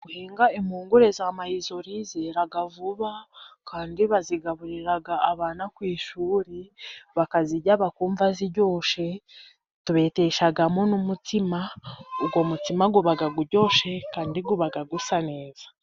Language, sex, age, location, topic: Kinyarwanda, female, 18-24, Musanze, agriculture